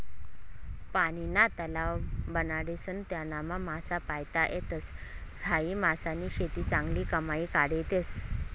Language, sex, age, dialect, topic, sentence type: Marathi, male, 18-24, Northern Konkan, agriculture, statement